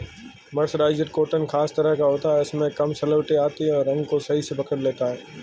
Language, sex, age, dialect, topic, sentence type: Hindi, male, 18-24, Marwari Dhudhari, agriculture, statement